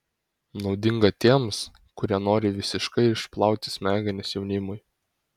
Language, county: Lithuanian, Kaunas